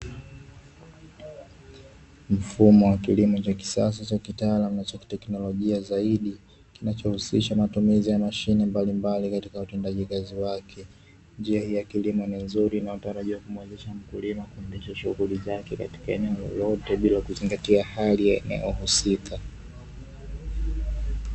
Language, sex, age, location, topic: Swahili, male, 25-35, Dar es Salaam, agriculture